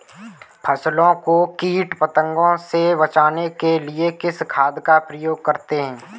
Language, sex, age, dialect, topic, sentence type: Hindi, male, 18-24, Kanauji Braj Bhasha, agriculture, question